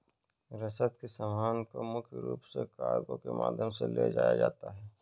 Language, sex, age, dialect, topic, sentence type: Hindi, male, 56-60, Kanauji Braj Bhasha, banking, statement